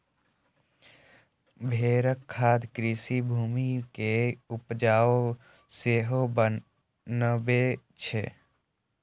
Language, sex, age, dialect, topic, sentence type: Maithili, male, 18-24, Eastern / Thethi, agriculture, statement